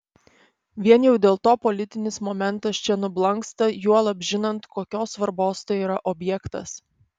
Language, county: Lithuanian, Panevėžys